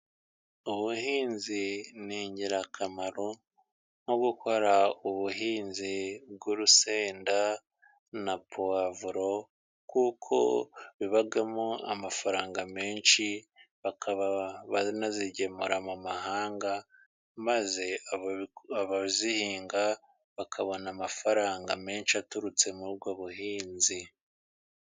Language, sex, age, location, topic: Kinyarwanda, male, 50+, Musanze, agriculture